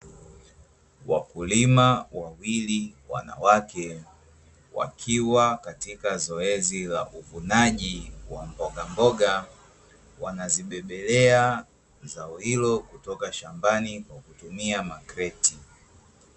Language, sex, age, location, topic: Swahili, male, 25-35, Dar es Salaam, agriculture